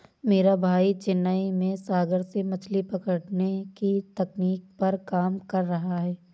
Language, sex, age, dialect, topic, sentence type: Hindi, female, 18-24, Awadhi Bundeli, agriculture, statement